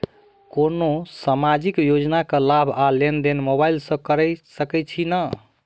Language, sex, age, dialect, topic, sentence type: Maithili, male, 25-30, Southern/Standard, banking, question